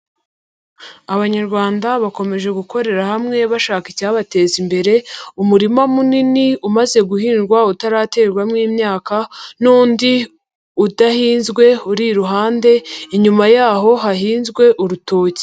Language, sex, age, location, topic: Kinyarwanda, male, 50+, Nyagatare, agriculture